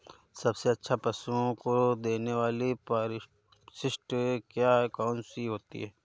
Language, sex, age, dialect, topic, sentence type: Hindi, male, 31-35, Awadhi Bundeli, agriculture, question